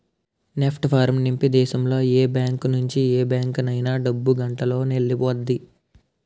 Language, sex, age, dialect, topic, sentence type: Telugu, male, 18-24, Utterandhra, banking, statement